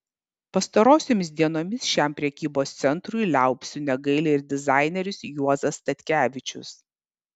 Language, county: Lithuanian, Kaunas